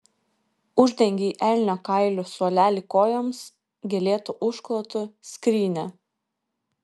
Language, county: Lithuanian, Kaunas